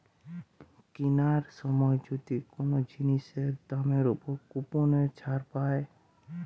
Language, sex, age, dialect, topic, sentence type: Bengali, male, 18-24, Western, banking, statement